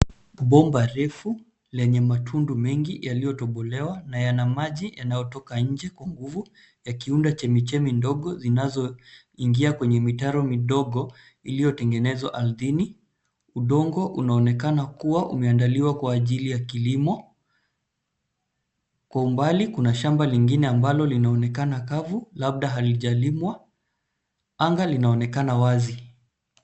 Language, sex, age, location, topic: Swahili, male, 25-35, Nairobi, agriculture